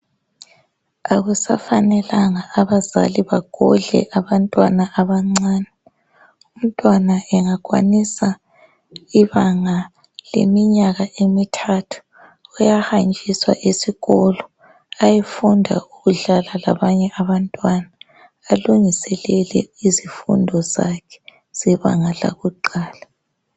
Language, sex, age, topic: North Ndebele, female, 18-24, education